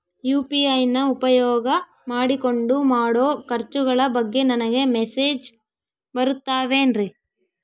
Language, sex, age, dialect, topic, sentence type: Kannada, female, 18-24, Central, banking, question